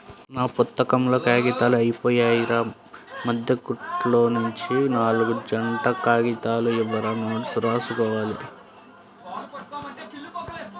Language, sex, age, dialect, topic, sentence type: Telugu, male, 18-24, Central/Coastal, agriculture, statement